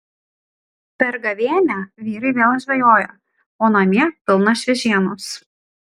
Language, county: Lithuanian, Kaunas